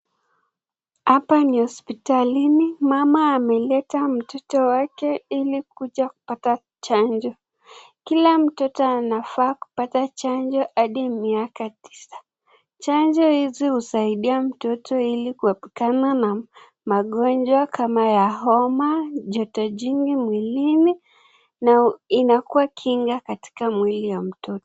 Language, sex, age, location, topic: Swahili, female, 25-35, Nakuru, health